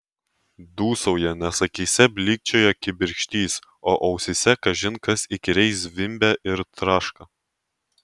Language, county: Lithuanian, Tauragė